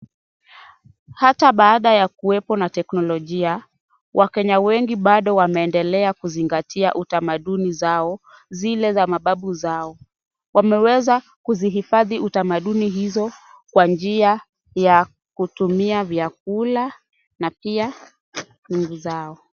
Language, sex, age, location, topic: Swahili, female, 18-24, Kisumu, health